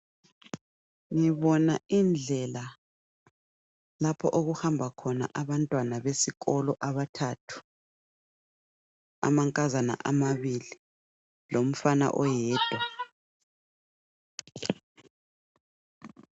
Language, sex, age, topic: North Ndebele, female, 25-35, education